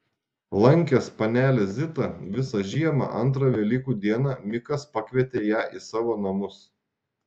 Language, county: Lithuanian, Šiauliai